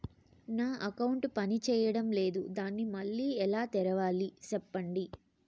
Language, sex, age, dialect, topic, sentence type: Telugu, female, 25-30, Southern, banking, question